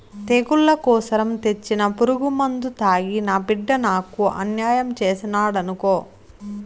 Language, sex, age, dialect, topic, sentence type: Telugu, female, 25-30, Southern, agriculture, statement